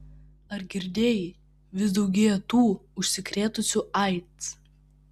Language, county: Lithuanian, Vilnius